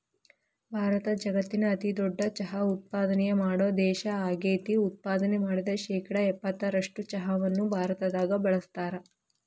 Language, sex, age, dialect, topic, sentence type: Kannada, female, 41-45, Dharwad Kannada, agriculture, statement